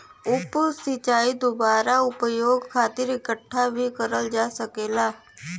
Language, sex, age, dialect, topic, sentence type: Bhojpuri, female, 60-100, Western, agriculture, statement